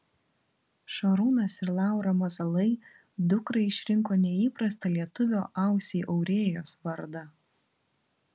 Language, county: Lithuanian, Vilnius